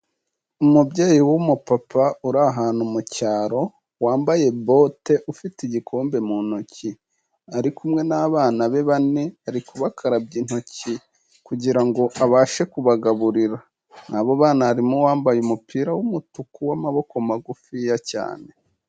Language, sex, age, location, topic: Kinyarwanda, male, 25-35, Kigali, health